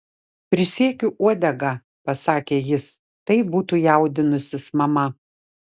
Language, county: Lithuanian, Šiauliai